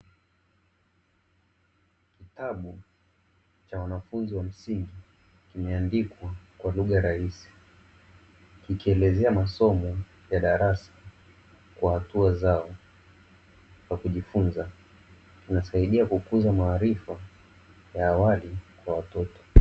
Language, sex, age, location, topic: Swahili, male, 18-24, Dar es Salaam, education